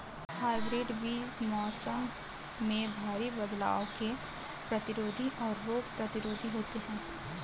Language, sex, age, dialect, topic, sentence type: Hindi, female, 18-24, Kanauji Braj Bhasha, agriculture, statement